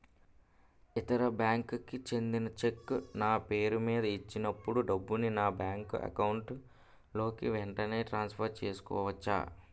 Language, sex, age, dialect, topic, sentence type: Telugu, male, 18-24, Utterandhra, banking, question